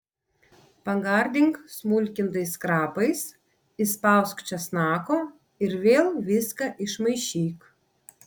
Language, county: Lithuanian, Vilnius